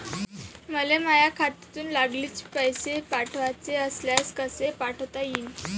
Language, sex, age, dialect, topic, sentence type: Marathi, female, 18-24, Varhadi, banking, question